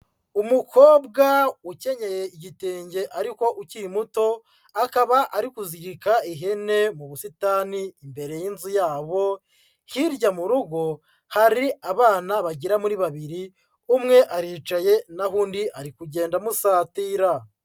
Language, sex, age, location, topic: Kinyarwanda, male, 25-35, Huye, agriculture